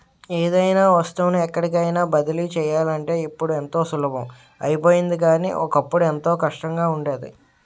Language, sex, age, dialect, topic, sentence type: Telugu, male, 18-24, Utterandhra, banking, statement